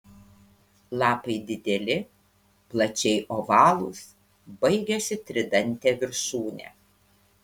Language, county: Lithuanian, Panevėžys